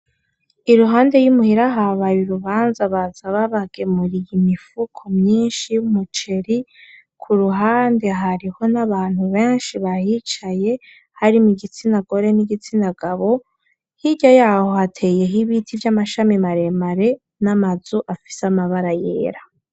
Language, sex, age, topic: Rundi, female, 18-24, agriculture